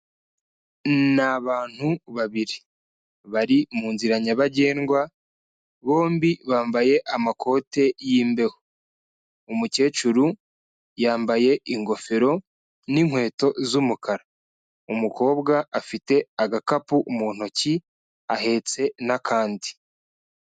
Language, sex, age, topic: Kinyarwanda, male, 25-35, health